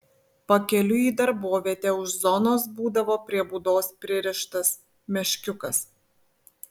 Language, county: Lithuanian, Vilnius